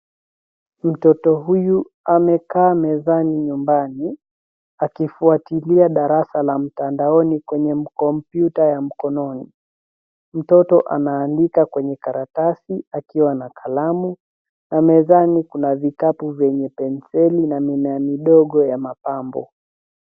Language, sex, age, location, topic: Swahili, female, 18-24, Nairobi, education